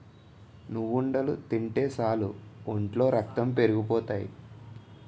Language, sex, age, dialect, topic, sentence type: Telugu, male, 18-24, Utterandhra, agriculture, statement